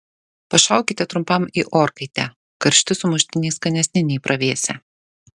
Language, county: Lithuanian, Šiauliai